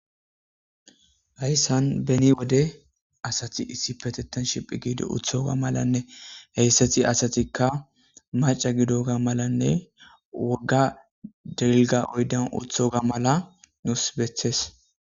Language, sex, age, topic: Gamo, male, 25-35, government